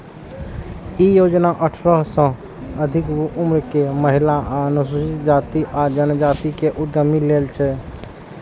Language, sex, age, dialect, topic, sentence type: Maithili, male, 31-35, Eastern / Thethi, banking, statement